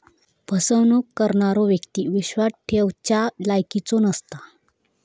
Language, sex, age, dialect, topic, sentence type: Marathi, female, 25-30, Southern Konkan, banking, statement